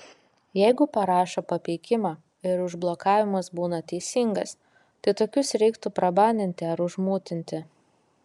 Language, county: Lithuanian, Kaunas